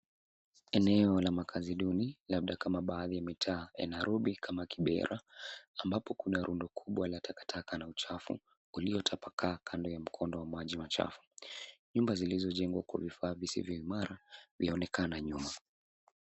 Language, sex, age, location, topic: Swahili, male, 18-24, Nairobi, government